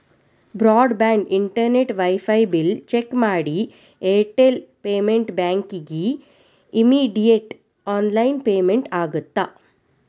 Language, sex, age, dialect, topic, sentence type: Kannada, female, 36-40, Dharwad Kannada, banking, statement